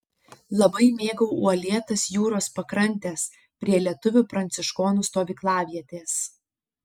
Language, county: Lithuanian, Panevėžys